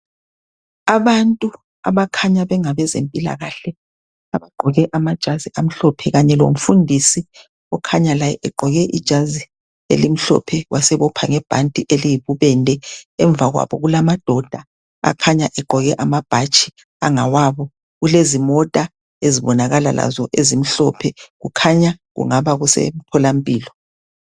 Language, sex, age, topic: North Ndebele, female, 25-35, health